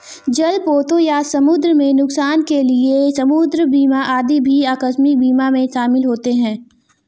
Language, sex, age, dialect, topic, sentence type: Hindi, female, 18-24, Marwari Dhudhari, banking, statement